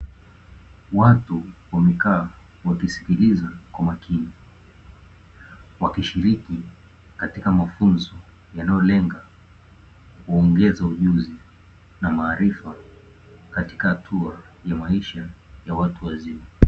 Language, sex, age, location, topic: Swahili, male, 18-24, Dar es Salaam, education